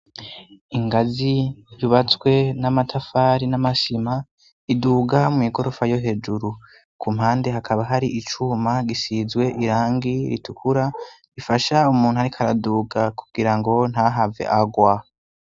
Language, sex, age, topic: Rundi, female, 18-24, education